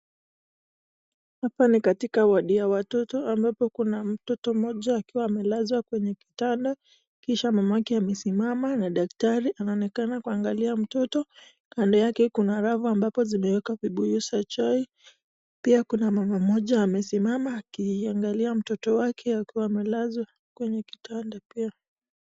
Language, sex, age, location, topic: Swahili, female, 25-35, Nakuru, health